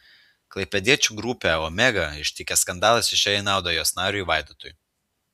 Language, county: Lithuanian, Utena